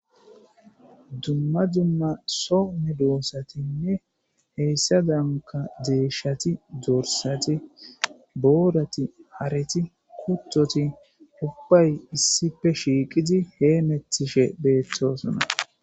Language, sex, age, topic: Gamo, male, 25-35, agriculture